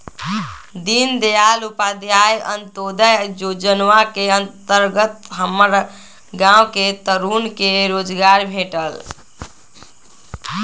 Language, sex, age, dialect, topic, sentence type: Magahi, female, 18-24, Western, banking, statement